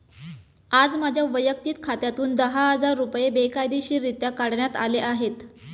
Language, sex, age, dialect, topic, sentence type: Marathi, female, 25-30, Standard Marathi, banking, statement